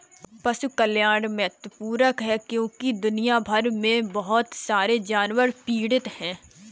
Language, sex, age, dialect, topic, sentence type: Hindi, female, 18-24, Kanauji Braj Bhasha, agriculture, statement